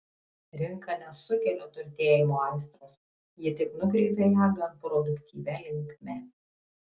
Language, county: Lithuanian, Tauragė